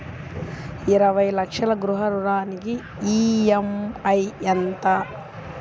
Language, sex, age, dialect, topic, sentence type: Telugu, female, 36-40, Central/Coastal, banking, question